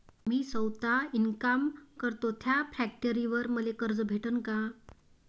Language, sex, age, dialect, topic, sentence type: Marathi, female, 56-60, Varhadi, banking, question